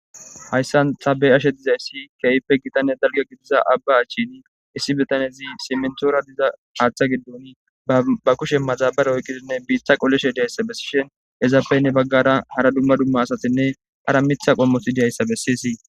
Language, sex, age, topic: Gamo, male, 18-24, government